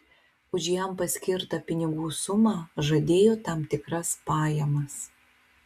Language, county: Lithuanian, Telšiai